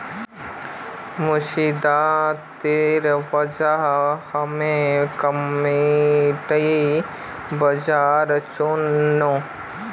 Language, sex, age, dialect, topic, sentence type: Magahi, male, 18-24, Northeastern/Surjapuri, banking, statement